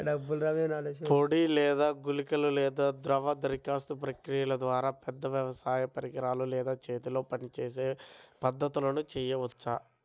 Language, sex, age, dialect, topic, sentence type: Telugu, male, 25-30, Central/Coastal, agriculture, question